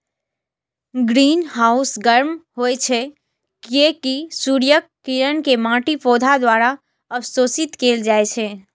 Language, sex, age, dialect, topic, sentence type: Maithili, female, 18-24, Eastern / Thethi, agriculture, statement